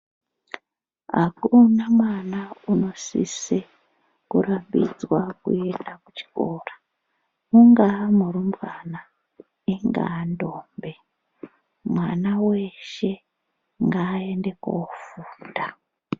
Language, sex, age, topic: Ndau, male, 36-49, education